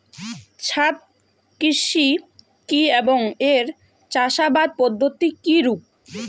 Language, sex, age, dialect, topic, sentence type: Bengali, female, 18-24, Rajbangshi, agriculture, question